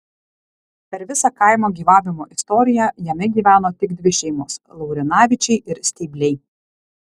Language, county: Lithuanian, Alytus